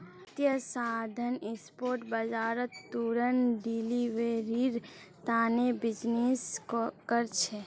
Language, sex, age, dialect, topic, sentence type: Magahi, male, 31-35, Northeastern/Surjapuri, banking, statement